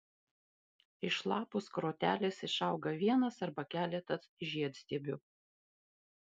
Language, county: Lithuanian, Panevėžys